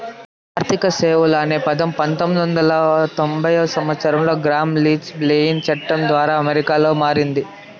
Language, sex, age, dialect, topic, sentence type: Telugu, male, 18-24, Southern, banking, statement